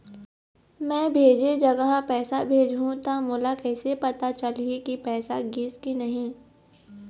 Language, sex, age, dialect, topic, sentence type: Chhattisgarhi, female, 60-100, Eastern, banking, question